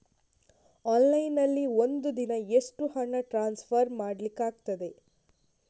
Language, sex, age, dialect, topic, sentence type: Kannada, female, 51-55, Coastal/Dakshin, banking, question